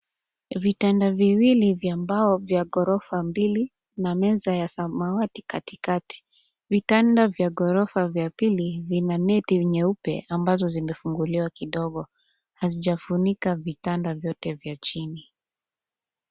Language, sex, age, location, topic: Swahili, female, 25-35, Nairobi, education